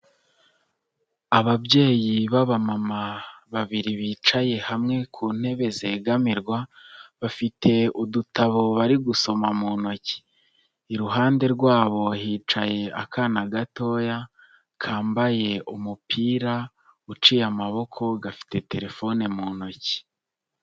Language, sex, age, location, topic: Kinyarwanda, male, 25-35, Nyagatare, health